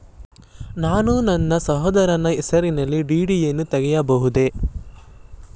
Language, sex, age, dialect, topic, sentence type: Kannada, male, 18-24, Mysore Kannada, banking, question